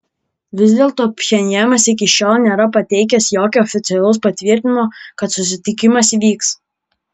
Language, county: Lithuanian, Kaunas